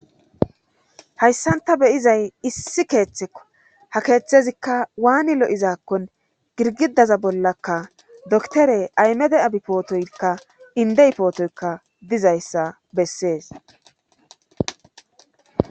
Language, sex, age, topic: Gamo, female, 36-49, government